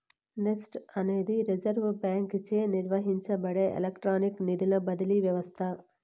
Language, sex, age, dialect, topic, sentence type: Telugu, female, 18-24, Southern, banking, statement